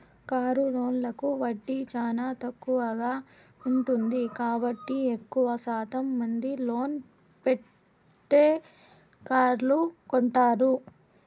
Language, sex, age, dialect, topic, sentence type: Telugu, female, 18-24, Southern, banking, statement